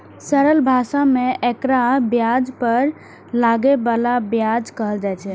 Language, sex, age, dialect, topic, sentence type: Maithili, female, 25-30, Eastern / Thethi, banking, statement